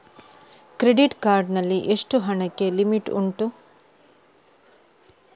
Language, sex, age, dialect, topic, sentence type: Kannada, female, 31-35, Coastal/Dakshin, banking, question